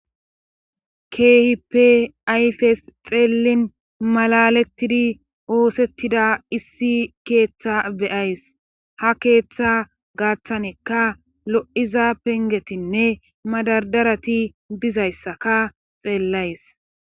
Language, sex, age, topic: Gamo, male, 25-35, government